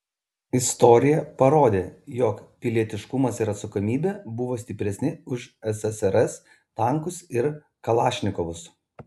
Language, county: Lithuanian, Kaunas